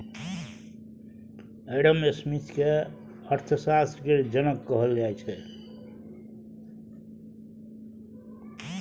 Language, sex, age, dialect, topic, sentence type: Maithili, male, 60-100, Bajjika, banking, statement